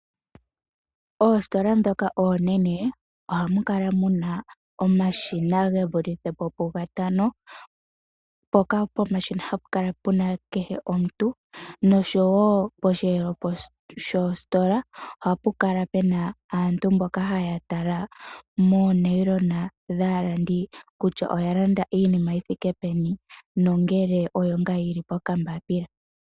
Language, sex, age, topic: Oshiwambo, female, 18-24, finance